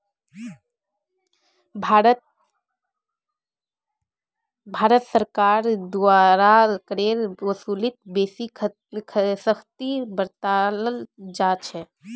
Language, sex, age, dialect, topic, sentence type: Magahi, female, 18-24, Northeastern/Surjapuri, banking, statement